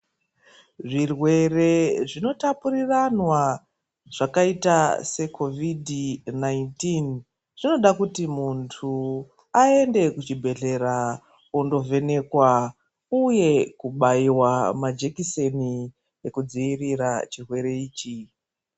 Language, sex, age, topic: Ndau, female, 36-49, health